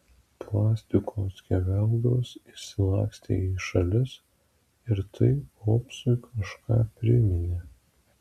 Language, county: Lithuanian, Vilnius